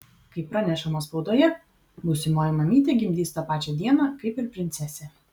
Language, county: Lithuanian, Vilnius